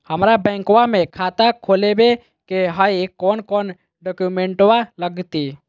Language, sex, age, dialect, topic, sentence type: Magahi, female, 18-24, Southern, banking, question